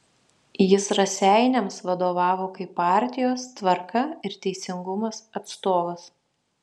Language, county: Lithuanian, Šiauliai